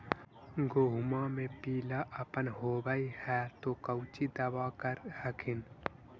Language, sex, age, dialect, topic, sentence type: Magahi, male, 56-60, Central/Standard, agriculture, question